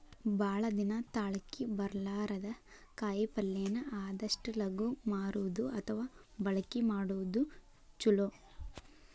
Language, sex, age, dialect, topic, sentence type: Kannada, female, 18-24, Dharwad Kannada, agriculture, statement